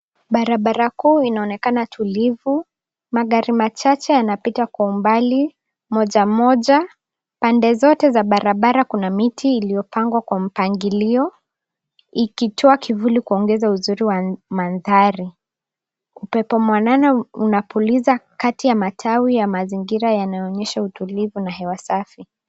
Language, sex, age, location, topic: Swahili, female, 18-24, Nairobi, government